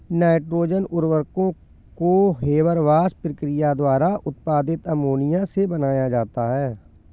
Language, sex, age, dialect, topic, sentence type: Hindi, male, 41-45, Awadhi Bundeli, agriculture, statement